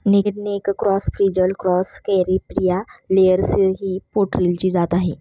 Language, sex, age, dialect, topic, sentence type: Marathi, female, 25-30, Standard Marathi, agriculture, statement